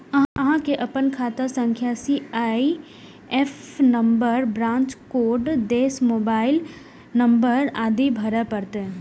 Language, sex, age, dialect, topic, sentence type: Maithili, female, 25-30, Eastern / Thethi, banking, statement